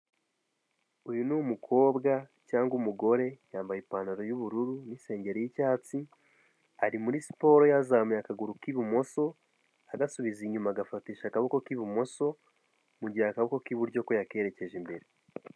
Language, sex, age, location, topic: Kinyarwanda, male, 18-24, Kigali, health